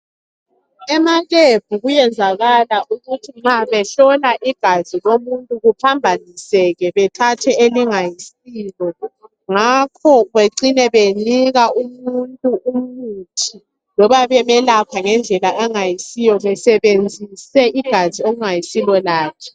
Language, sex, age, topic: North Ndebele, female, 25-35, health